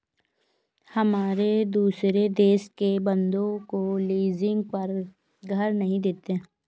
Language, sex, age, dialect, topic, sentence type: Hindi, female, 56-60, Kanauji Braj Bhasha, banking, statement